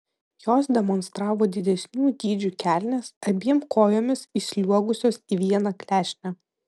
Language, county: Lithuanian, Vilnius